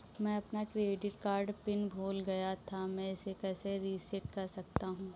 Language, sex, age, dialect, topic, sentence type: Hindi, male, 31-35, Awadhi Bundeli, banking, question